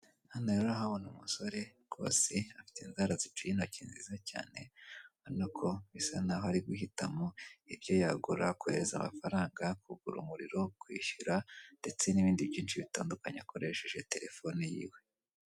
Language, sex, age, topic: Kinyarwanda, female, 18-24, finance